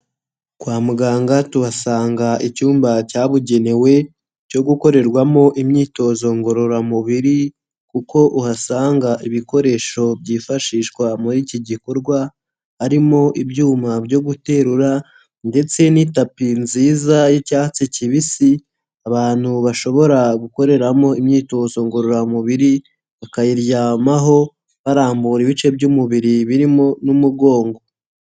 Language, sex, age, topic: Kinyarwanda, male, 18-24, health